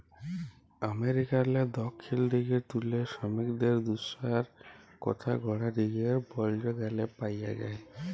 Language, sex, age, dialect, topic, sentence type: Bengali, male, 25-30, Jharkhandi, agriculture, statement